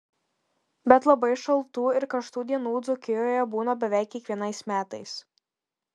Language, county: Lithuanian, Marijampolė